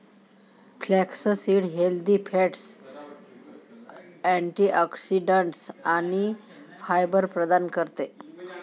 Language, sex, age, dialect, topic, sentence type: Marathi, female, 25-30, Varhadi, agriculture, statement